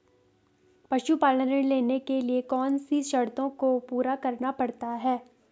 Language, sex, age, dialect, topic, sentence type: Hindi, female, 18-24, Garhwali, agriculture, question